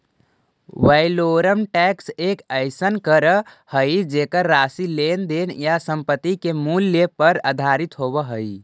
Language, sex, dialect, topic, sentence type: Magahi, male, Central/Standard, banking, statement